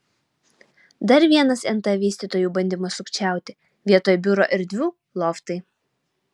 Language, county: Lithuanian, Utena